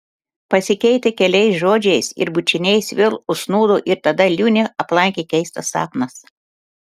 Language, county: Lithuanian, Telšiai